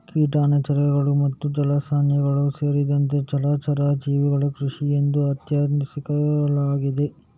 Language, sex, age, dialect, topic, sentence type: Kannada, male, 36-40, Coastal/Dakshin, agriculture, statement